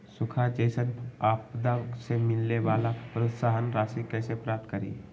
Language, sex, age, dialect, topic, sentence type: Magahi, male, 18-24, Western, banking, question